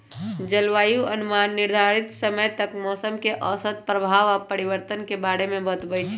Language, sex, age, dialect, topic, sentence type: Magahi, male, 18-24, Western, agriculture, statement